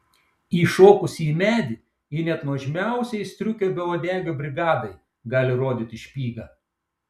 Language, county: Lithuanian, Šiauliai